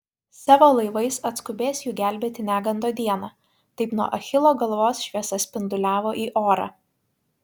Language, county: Lithuanian, Vilnius